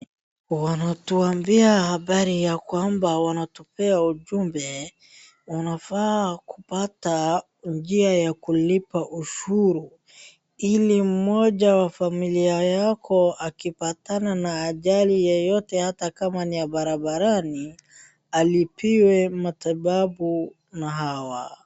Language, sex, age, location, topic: Swahili, female, 25-35, Wajir, finance